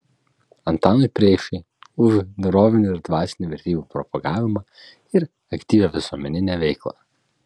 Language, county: Lithuanian, Vilnius